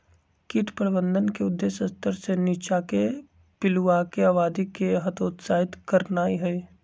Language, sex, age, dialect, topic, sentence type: Magahi, male, 60-100, Western, agriculture, statement